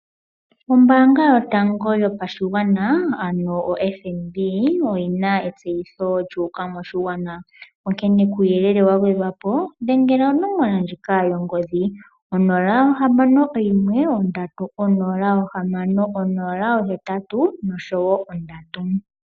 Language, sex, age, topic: Oshiwambo, male, 18-24, finance